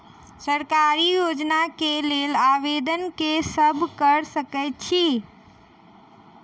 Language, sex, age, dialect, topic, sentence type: Maithili, female, 18-24, Southern/Standard, banking, question